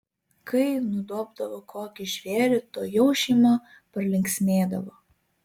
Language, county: Lithuanian, Kaunas